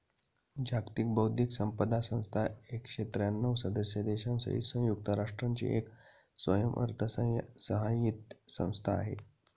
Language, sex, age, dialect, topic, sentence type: Marathi, male, 31-35, Standard Marathi, banking, statement